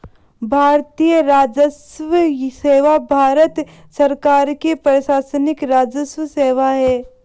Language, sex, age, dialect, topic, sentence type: Hindi, female, 18-24, Marwari Dhudhari, banking, statement